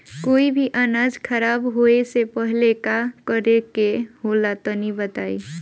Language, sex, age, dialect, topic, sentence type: Bhojpuri, female, <18, Northern, agriculture, question